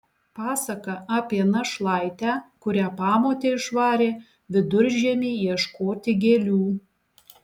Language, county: Lithuanian, Alytus